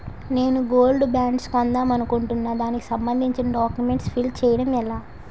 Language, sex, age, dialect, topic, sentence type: Telugu, male, 18-24, Utterandhra, banking, question